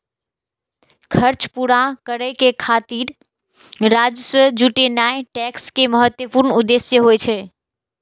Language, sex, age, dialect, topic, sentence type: Maithili, female, 18-24, Eastern / Thethi, banking, statement